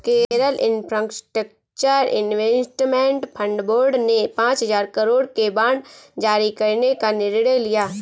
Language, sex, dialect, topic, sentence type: Hindi, female, Marwari Dhudhari, banking, statement